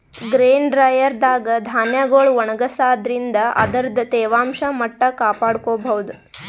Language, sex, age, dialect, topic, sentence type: Kannada, female, 18-24, Northeastern, agriculture, statement